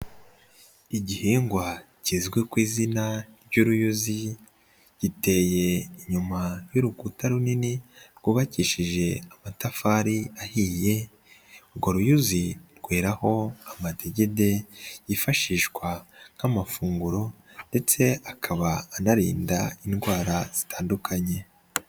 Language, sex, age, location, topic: Kinyarwanda, male, 25-35, Nyagatare, agriculture